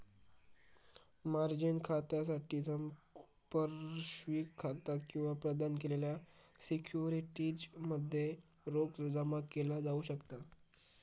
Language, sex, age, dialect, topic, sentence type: Marathi, male, 36-40, Southern Konkan, banking, statement